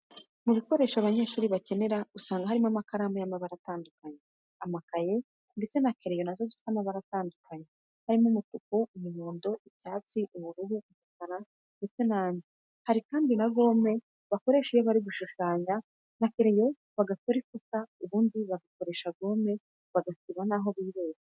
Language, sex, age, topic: Kinyarwanda, female, 25-35, education